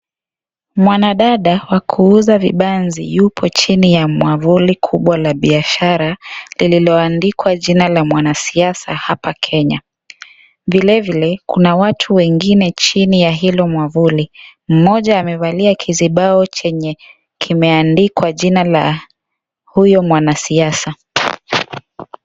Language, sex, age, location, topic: Swahili, female, 25-35, Kisii, government